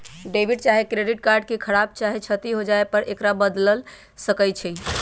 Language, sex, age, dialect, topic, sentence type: Magahi, female, 41-45, Western, banking, statement